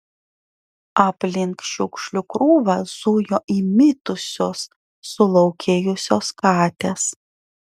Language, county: Lithuanian, Vilnius